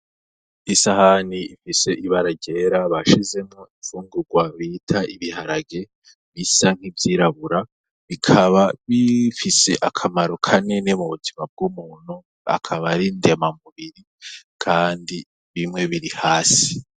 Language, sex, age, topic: Rundi, male, 18-24, agriculture